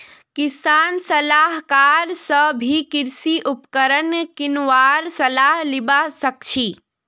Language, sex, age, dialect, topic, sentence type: Magahi, female, 25-30, Northeastern/Surjapuri, agriculture, statement